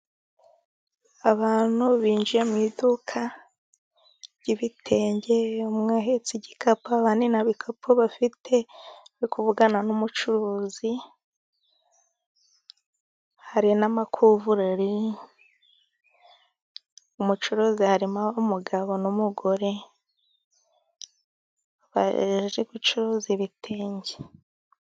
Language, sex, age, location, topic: Kinyarwanda, female, 18-24, Musanze, finance